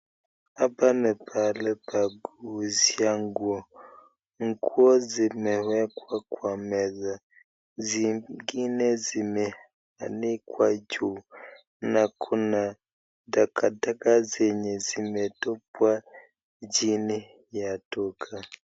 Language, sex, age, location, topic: Swahili, male, 25-35, Nakuru, finance